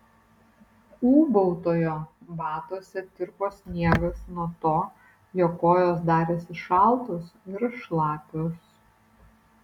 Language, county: Lithuanian, Vilnius